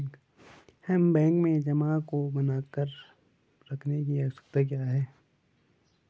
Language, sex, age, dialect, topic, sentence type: Hindi, male, 18-24, Hindustani Malvi Khadi Boli, banking, question